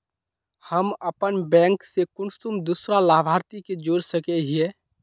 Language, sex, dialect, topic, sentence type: Magahi, male, Northeastern/Surjapuri, banking, question